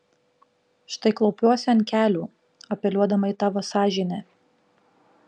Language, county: Lithuanian, Panevėžys